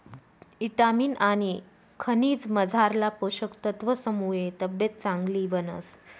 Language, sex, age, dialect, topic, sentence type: Marathi, female, 36-40, Northern Konkan, agriculture, statement